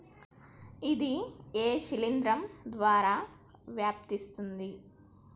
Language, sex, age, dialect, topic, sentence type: Telugu, female, 25-30, Telangana, agriculture, question